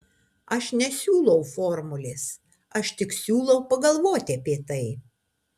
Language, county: Lithuanian, Kaunas